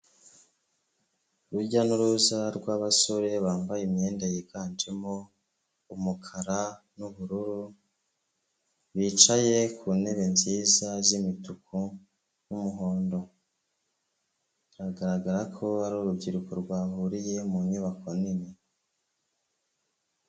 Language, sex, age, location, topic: Kinyarwanda, female, 25-35, Kigali, health